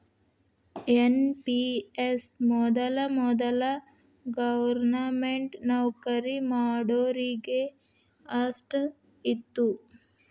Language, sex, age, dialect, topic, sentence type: Kannada, female, 18-24, Dharwad Kannada, banking, statement